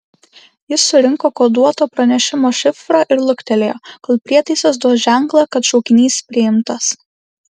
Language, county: Lithuanian, Klaipėda